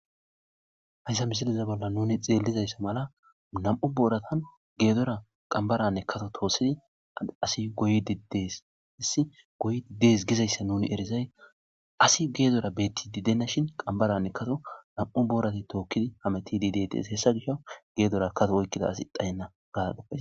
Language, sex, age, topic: Gamo, male, 25-35, agriculture